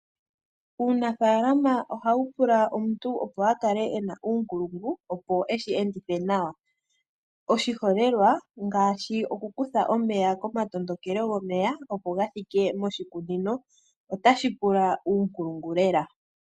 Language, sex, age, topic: Oshiwambo, female, 25-35, agriculture